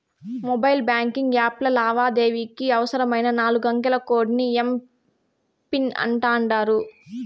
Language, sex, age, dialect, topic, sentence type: Telugu, female, 18-24, Southern, banking, statement